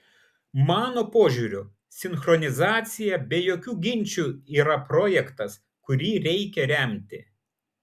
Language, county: Lithuanian, Vilnius